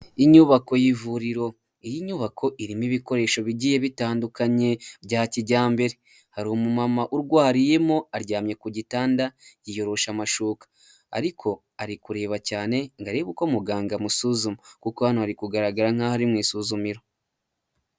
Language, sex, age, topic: Kinyarwanda, male, 18-24, health